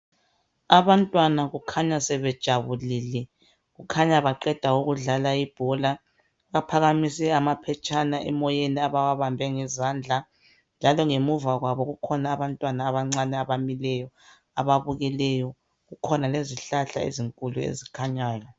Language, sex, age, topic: North Ndebele, male, 36-49, health